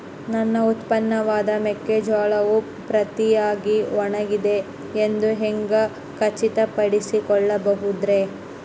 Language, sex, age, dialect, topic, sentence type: Kannada, female, 18-24, Dharwad Kannada, agriculture, question